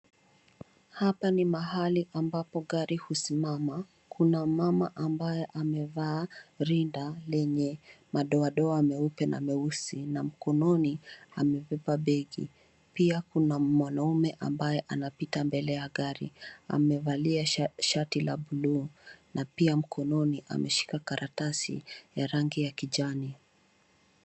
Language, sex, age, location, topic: Swahili, female, 25-35, Nairobi, government